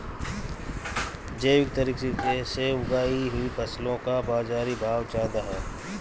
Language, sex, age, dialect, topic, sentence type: Hindi, male, 41-45, Marwari Dhudhari, agriculture, statement